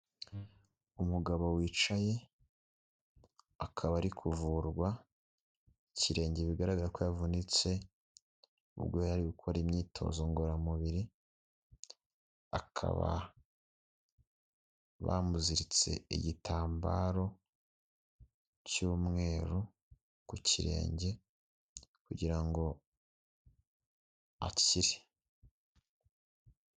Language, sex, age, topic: Kinyarwanda, male, 18-24, health